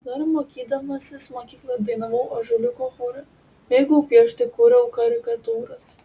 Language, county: Lithuanian, Utena